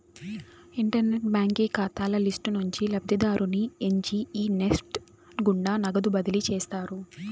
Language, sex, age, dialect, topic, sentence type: Telugu, female, 18-24, Southern, banking, statement